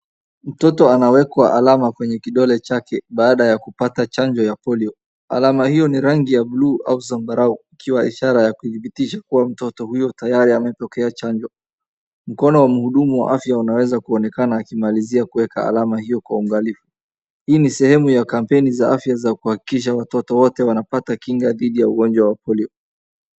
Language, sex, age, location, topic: Swahili, male, 25-35, Wajir, health